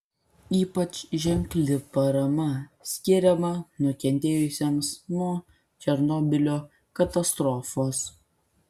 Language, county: Lithuanian, Kaunas